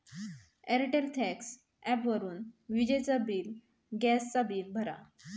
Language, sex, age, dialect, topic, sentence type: Marathi, female, 31-35, Southern Konkan, banking, statement